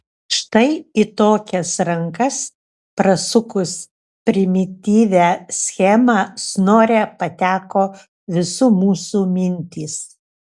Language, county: Lithuanian, Šiauliai